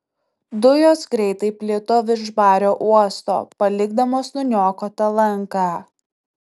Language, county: Lithuanian, Tauragė